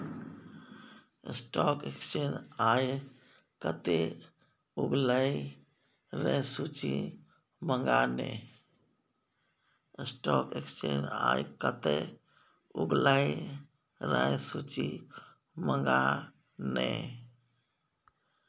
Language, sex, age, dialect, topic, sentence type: Maithili, male, 41-45, Bajjika, banking, statement